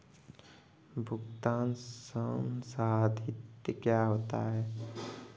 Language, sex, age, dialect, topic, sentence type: Hindi, male, 25-30, Hindustani Malvi Khadi Boli, banking, question